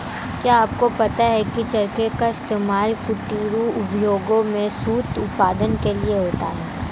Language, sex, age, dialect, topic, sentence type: Hindi, male, 18-24, Marwari Dhudhari, agriculture, statement